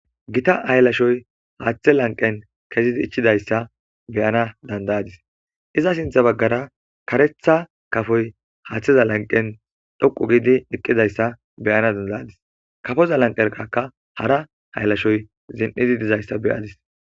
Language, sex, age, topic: Gamo, male, 25-35, agriculture